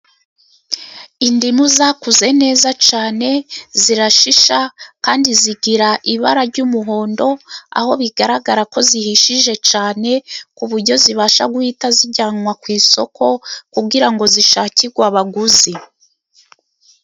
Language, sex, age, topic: Kinyarwanda, female, 36-49, agriculture